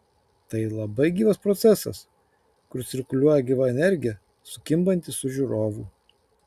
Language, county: Lithuanian, Kaunas